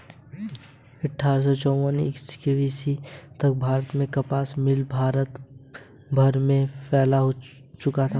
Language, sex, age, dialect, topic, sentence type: Hindi, male, 18-24, Hindustani Malvi Khadi Boli, agriculture, statement